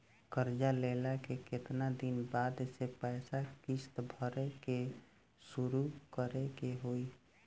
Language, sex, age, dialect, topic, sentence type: Bhojpuri, male, 18-24, Southern / Standard, banking, question